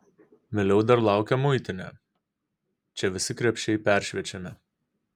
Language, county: Lithuanian, Kaunas